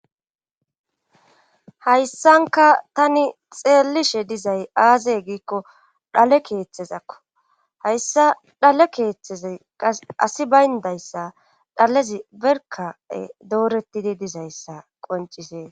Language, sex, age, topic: Gamo, female, 25-35, government